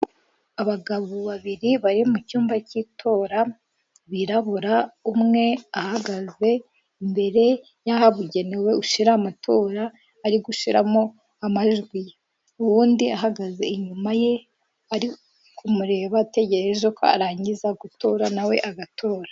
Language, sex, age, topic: Kinyarwanda, female, 18-24, government